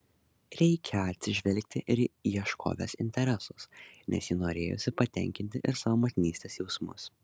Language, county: Lithuanian, Šiauliai